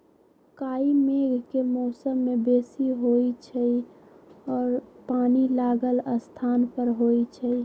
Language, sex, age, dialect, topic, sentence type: Magahi, female, 41-45, Western, agriculture, statement